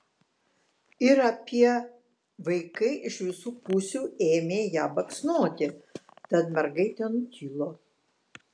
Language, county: Lithuanian, Vilnius